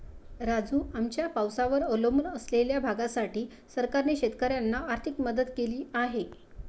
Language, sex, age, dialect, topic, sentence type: Marathi, female, 56-60, Varhadi, agriculture, statement